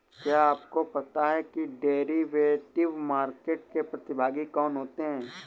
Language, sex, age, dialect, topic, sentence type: Hindi, male, 18-24, Awadhi Bundeli, banking, statement